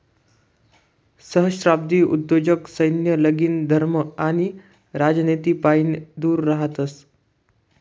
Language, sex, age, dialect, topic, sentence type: Marathi, male, 18-24, Northern Konkan, banking, statement